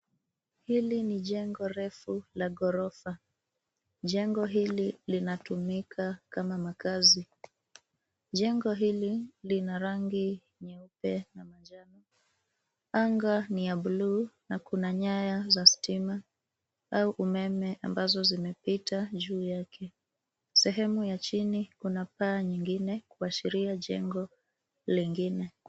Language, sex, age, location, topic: Swahili, female, 25-35, Nairobi, finance